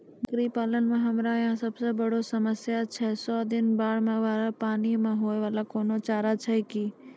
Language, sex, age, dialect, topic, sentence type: Maithili, female, 25-30, Angika, agriculture, question